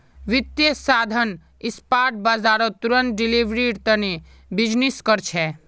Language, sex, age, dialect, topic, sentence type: Magahi, male, 41-45, Northeastern/Surjapuri, banking, statement